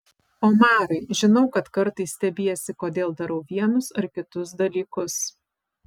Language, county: Lithuanian, Vilnius